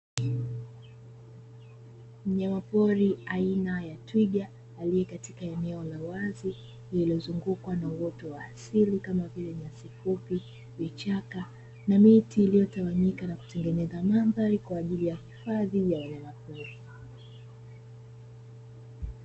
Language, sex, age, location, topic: Swahili, female, 25-35, Dar es Salaam, agriculture